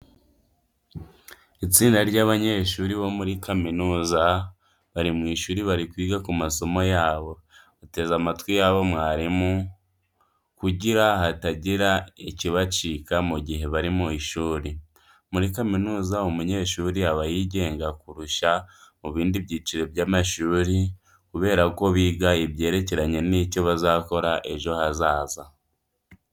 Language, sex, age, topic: Kinyarwanda, male, 18-24, education